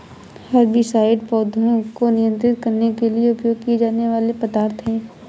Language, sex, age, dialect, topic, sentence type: Hindi, female, 51-55, Awadhi Bundeli, agriculture, statement